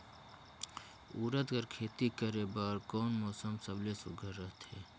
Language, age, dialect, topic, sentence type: Chhattisgarhi, 41-45, Northern/Bhandar, agriculture, question